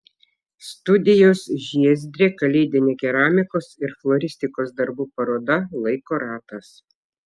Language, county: Lithuanian, Šiauliai